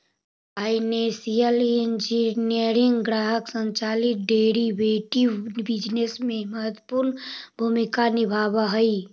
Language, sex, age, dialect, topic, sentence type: Magahi, female, 60-100, Central/Standard, agriculture, statement